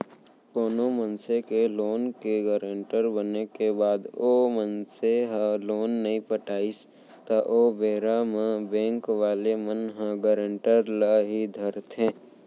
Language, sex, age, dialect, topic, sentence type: Chhattisgarhi, male, 18-24, Central, banking, statement